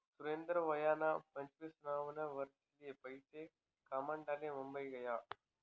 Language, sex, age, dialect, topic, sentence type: Marathi, male, 25-30, Northern Konkan, banking, statement